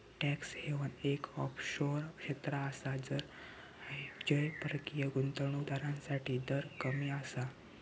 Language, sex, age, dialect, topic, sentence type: Marathi, male, 60-100, Southern Konkan, banking, statement